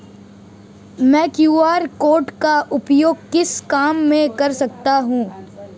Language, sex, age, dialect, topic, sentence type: Hindi, male, 18-24, Marwari Dhudhari, banking, question